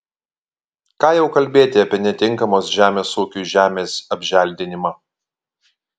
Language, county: Lithuanian, Kaunas